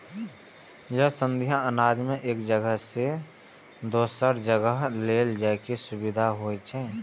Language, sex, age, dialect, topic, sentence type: Maithili, male, 18-24, Eastern / Thethi, agriculture, statement